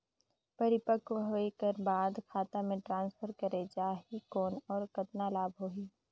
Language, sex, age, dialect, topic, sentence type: Chhattisgarhi, female, 56-60, Northern/Bhandar, banking, question